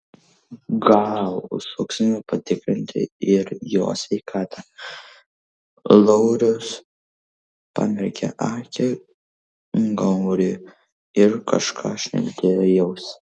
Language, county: Lithuanian, Kaunas